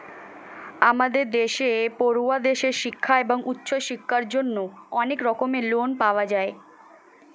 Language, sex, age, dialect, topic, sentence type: Bengali, female, 18-24, Standard Colloquial, banking, statement